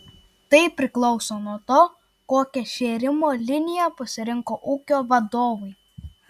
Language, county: Lithuanian, Klaipėda